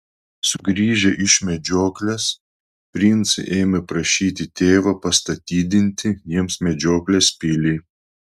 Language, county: Lithuanian, Klaipėda